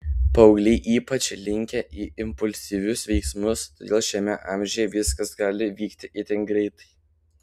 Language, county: Lithuanian, Panevėžys